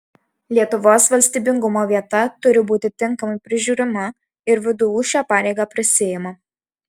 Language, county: Lithuanian, Alytus